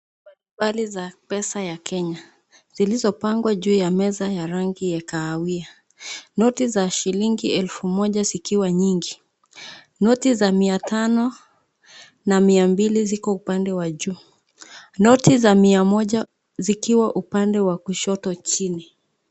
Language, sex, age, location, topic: Swahili, female, 25-35, Nakuru, finance